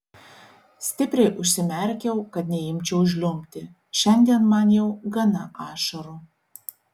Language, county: Lithuanian, Šiauliai